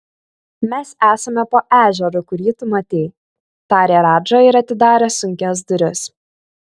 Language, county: Lithuanian, Kaunas